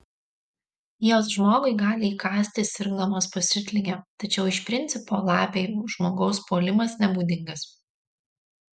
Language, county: Lithuanian, Marijampolė